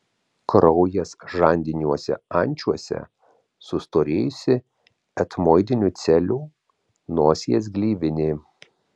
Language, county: Lithuanian, Vilnius